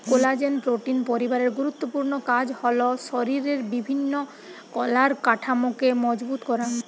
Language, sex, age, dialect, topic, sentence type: Bengali, female, 18-24, Western, agriculture, statement